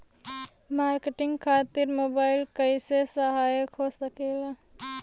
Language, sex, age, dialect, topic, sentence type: Bhojpuri, female, 18-24, Western, agriculture, question